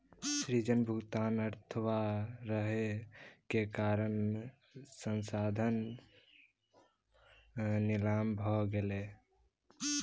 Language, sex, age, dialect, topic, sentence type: Maithili, male, 18-24, Southern/Standard, banking, statement